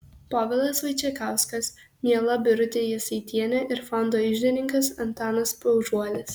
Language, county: Lithuanian, Kaunas